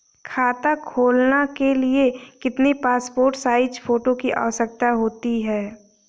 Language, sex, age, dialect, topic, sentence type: Hindi, female, 18-24, Awadhi Bundeli, banking, question